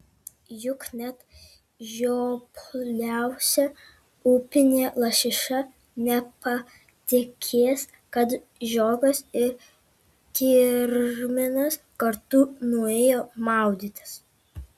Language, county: Lithuanian, Kaunas